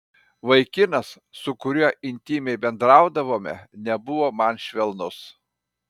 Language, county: Lithuanian, Panevėžys